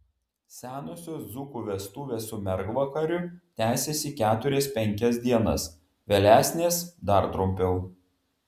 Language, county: Lithuanian, Vilnius